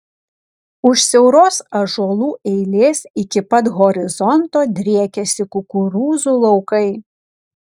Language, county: Lithuanian, Kaunas